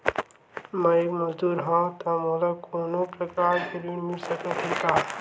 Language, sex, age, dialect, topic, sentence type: Chhattisgarhi, male, 18-24, Western/Budati/Khatahi, banking, question